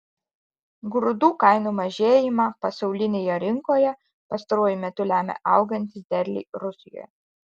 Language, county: Lithuanian, Alytus